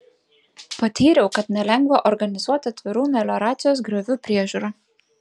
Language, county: Lithuanian, Vilnius